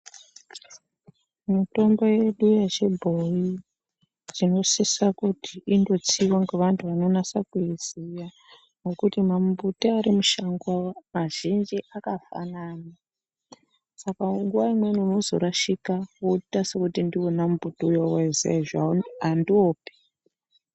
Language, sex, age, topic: Ndau, male, 50+, health